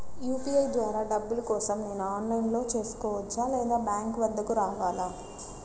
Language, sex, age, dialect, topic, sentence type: Telugu, female, 60-100, Central/Coastal, banking, question